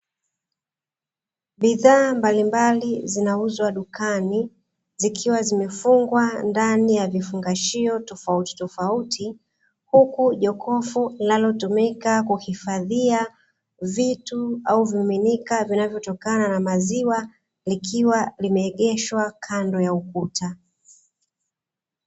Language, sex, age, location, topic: Swahili, female, 36-49, Dar es Salaam, finance